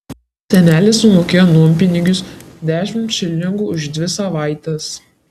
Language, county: Lithuanian, Kaunas